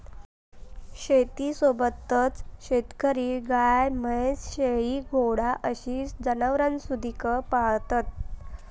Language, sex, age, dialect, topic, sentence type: Marathi, female, 18-24, Southern Konkan, agriculture, statement